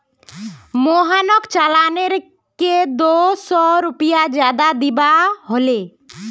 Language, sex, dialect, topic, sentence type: Magahi, female, Northeastern/Surjapuri, banking, statement